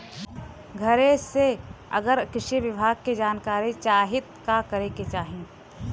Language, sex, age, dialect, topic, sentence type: Bhojpuri, female, 18-24, Western, agriculture, question